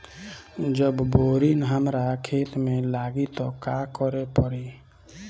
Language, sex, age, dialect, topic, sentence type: Bhojpuri, male, 18-24, Northern, agriculture, question